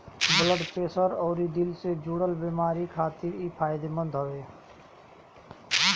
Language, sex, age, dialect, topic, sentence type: Bhojpuri, male, 36-40, Northern, agriculture, statement